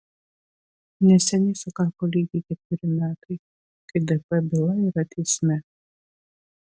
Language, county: Lithuanian, Vilnius